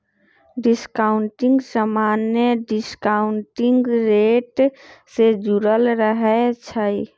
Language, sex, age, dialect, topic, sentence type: Magahi, male, 25-30, Western, banking, statement